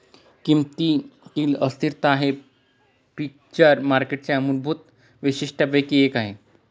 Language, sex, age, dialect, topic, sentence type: Marathi, male, 36-40, Northern Konkan, banking, statement